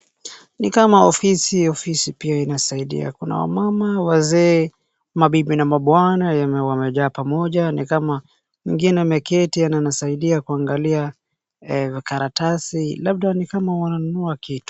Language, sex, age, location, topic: Swahili, male, 18-24, Wajir, health